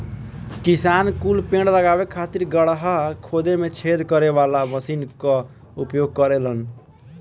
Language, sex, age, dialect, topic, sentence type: Bhojpuri, male, <18, Northern, agriculture, statement